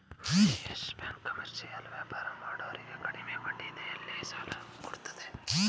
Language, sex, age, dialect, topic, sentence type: Kannada, male, 25-30, Mysore Kannada, banking, statement